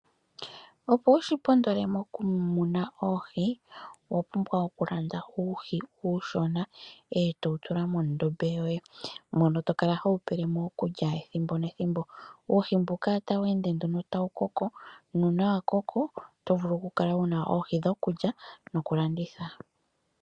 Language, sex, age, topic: Oshiwambo, female, 25-35, agriculture